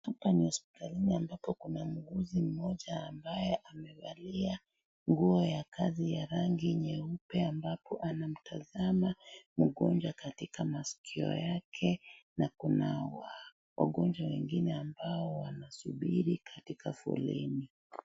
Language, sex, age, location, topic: Swahili, female, 36-49, Kisii, health